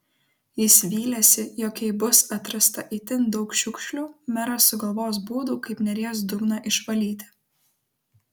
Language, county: Lithuanian, Kaunas